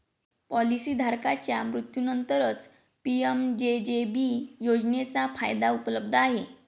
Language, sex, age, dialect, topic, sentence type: Marathi, female, 25-30, Varhadi, banking, statement